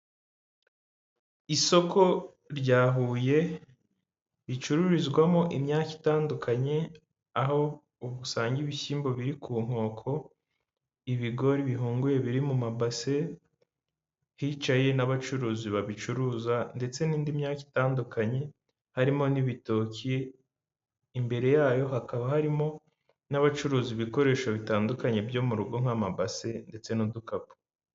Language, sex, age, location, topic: Kinyarwanda, male, 18-24, Huye, finance